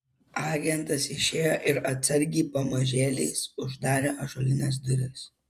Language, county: Lithuanian, Vilnius